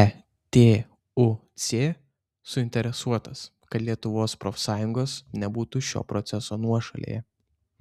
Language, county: Lithuanian, Šiauliai